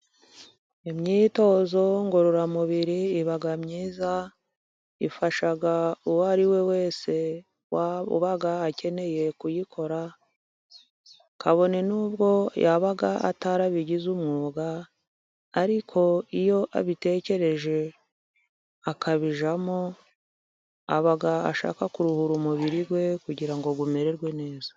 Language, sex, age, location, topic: Kinyarwanda, female, 50+, Musanze, government